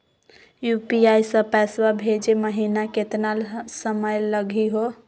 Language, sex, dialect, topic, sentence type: Magahi, female, Southern, banking, question